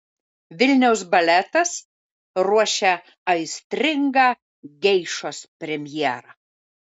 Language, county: Lithuanian, Vilnius